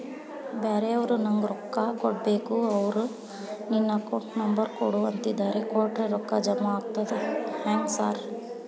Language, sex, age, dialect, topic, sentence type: Kannada, female, 25-30, Dharwad Kannada, banking, question